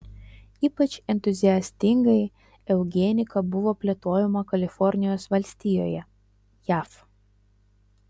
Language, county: Lithuanian, Utena